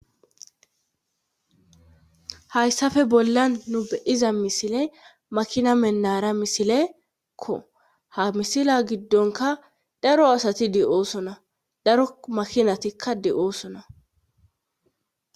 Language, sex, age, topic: Gamo, female, 25-35, government